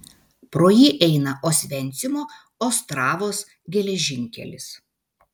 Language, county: Lithuanian, Vilnius